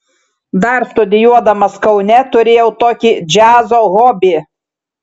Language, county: Lithuanian, Šiauliai